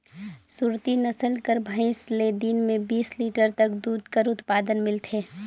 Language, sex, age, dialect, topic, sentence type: Chhattisgarhi, female, 18-24, Northern/Bhandar, agriculture, statement